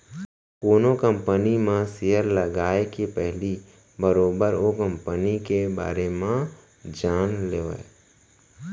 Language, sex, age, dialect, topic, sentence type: Chhattisgarhi, male, 25-30, Central, banking, statement